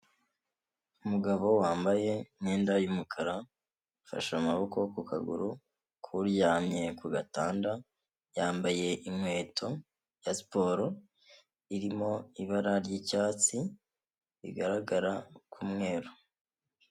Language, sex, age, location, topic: Kinyarwanda, male, 25-35, Kigali, health